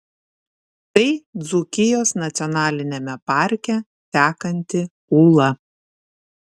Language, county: Lithuanian, Šiauliai